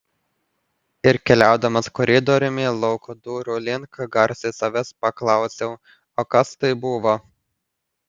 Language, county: Lithuanian, Panevėžys